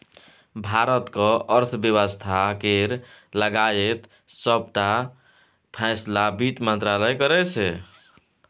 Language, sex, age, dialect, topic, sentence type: Maithili, male, 25-30, Bajjika, banking, statement